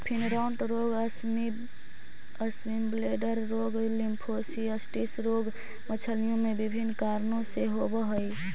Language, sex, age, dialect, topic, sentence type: Magahi, female, 25-30, Central/Standard, agriculture, statement